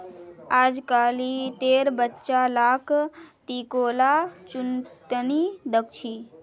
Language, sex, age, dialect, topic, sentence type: Magahi, female, 25-30, Northeastern/Surjapuri, agriculture, statement